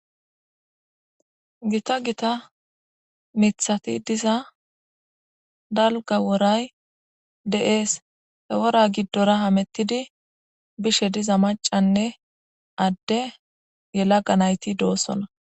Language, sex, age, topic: Gamo, female, 25-35, government